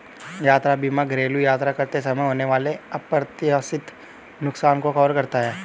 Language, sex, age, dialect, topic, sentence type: Hindi, male, 18-24, Hindustani Malvi Khadi Boli, banking, statement